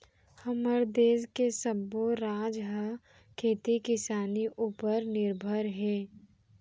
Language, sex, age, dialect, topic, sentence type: Chhattisgarhi, female, 18-24, Central, agriculture, statement